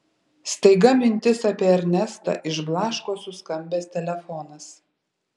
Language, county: Lithuanian, Vilnius